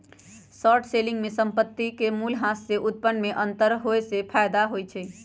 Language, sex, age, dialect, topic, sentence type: Magahi, female, 56-60, Western, banking, statement